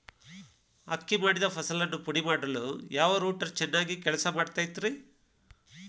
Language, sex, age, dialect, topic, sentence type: Kannada, male, 51-55, Dharwad Kannada, agriculture, question